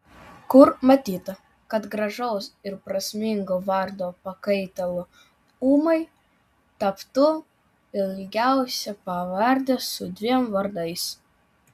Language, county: Lithuanian, Vilnius